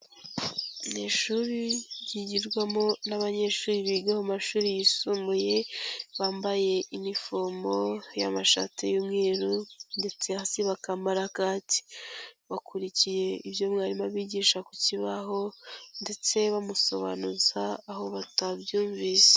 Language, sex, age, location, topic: Kinyarwanda, female, 18-24, Kigali, education